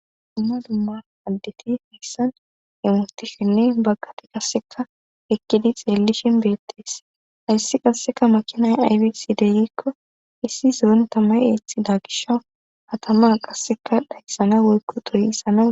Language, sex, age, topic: Gamo, female, 25-35, government